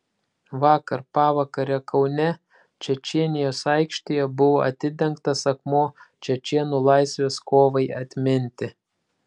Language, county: Lithuanian, Klaipėda